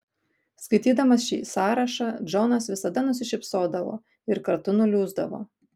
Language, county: Lithuanian, Kaunas